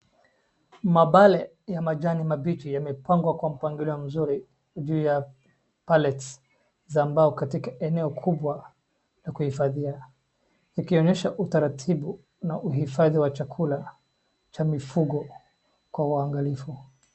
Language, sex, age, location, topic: Swahili, male, 25-35, Wajir, agriculture